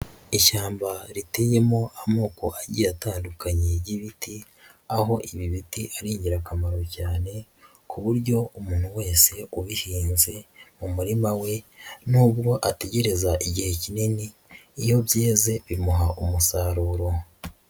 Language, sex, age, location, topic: Kinyarwanda, male, 25-35, Huye, agriculture